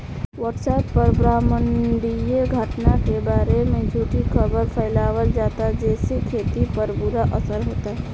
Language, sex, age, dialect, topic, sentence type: Bhojpuri, female, 18-24, Southern / Standard, agriculture, question